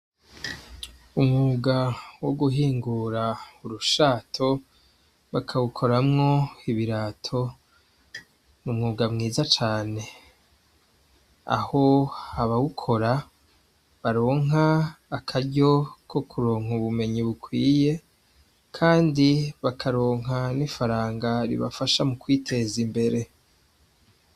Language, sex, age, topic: Rundi, male, 25-35, education